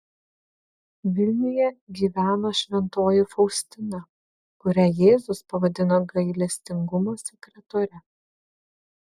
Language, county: Lithuanian, Vilnius